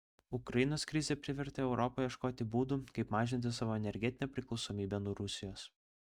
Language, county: Lithuanian, Vilnius